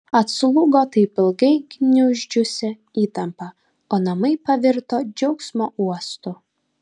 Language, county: Lithuanian, Kaunas